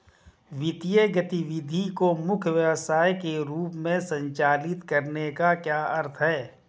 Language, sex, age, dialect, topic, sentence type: Hindi, male, 36-40, Hindustani Malvi Khadi Boli, banking, question